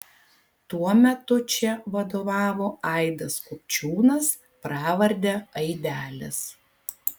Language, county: Lithuanian, Kaunas